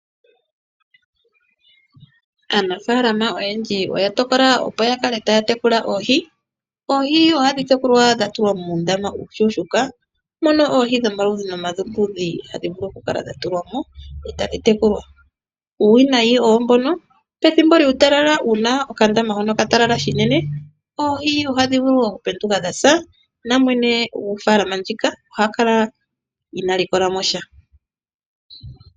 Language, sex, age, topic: Oshiwambo, female, 25-35, agriculture